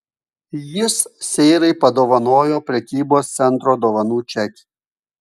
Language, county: Lithuanian, Kaunas